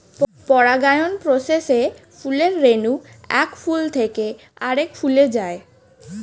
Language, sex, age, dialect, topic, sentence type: Bengali, female, 18-24, Standard Colloquial, agriculture, statement